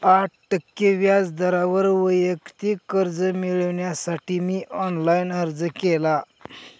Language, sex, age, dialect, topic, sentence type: Marathi, male, 51-55, Northern Konkan, banking, statement